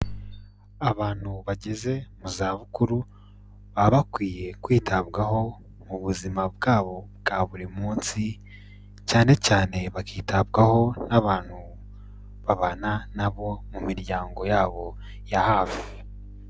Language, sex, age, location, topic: Kinyarwanda, male, 18-24, Kigali, health